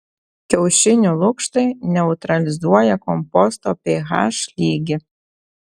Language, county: Lithuanian, Telšiai